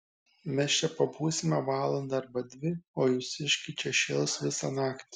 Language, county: Lithuanian, Kaunas